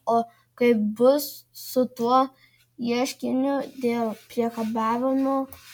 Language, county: Lithuanian, Kaunas